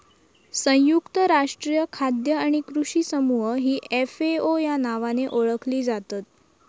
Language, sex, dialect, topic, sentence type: Marathi, female, Southern Konkan, agriculture, statement